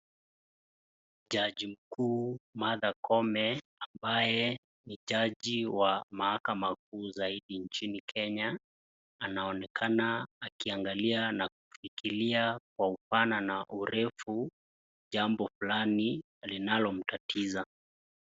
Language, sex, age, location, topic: Swahili, male, 25-35, Nakuru, government